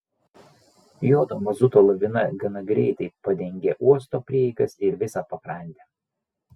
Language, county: Lithuanian, Vilnius